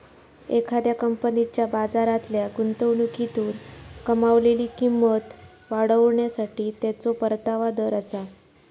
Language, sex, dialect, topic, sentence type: Marathi, female, Southern Konkan, banking, statement